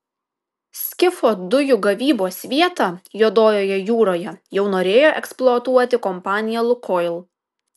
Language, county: Lithuanian, Kaunas